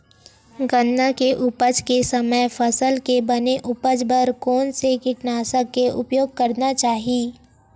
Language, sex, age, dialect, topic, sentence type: Chhattisgarhi, female, 18-24, Western/Budati/Khatahi, agriculture, question